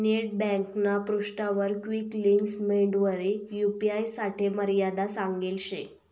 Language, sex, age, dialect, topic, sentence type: Marathi, female, 18-24, Northern Konkan, banking, statement